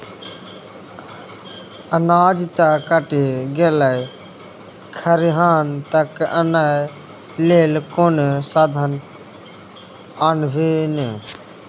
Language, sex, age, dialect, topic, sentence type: Maithili, male, 18-24, Bajjika, agriculture, statement